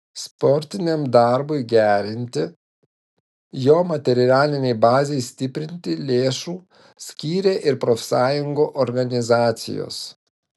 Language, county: Lithuanian, Vilnius